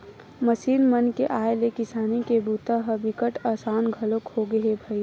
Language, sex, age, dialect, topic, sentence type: Chhattisgarhi, female, 18-24, Western/Budati/Khatahi, agriculture, statement